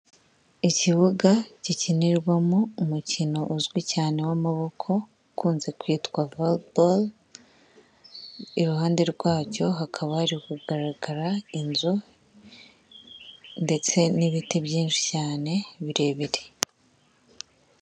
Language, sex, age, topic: Kinyarwanda, male, 36-49, government